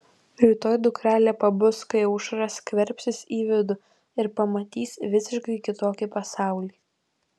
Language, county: Lithuanian, Kaunas